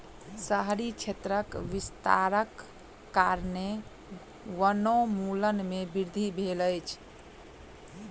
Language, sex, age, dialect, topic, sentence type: Maithili, female, 25-30, Southern/Standard, agriculture, statement